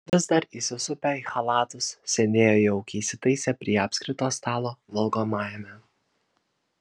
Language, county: Lithuanian, Kaunas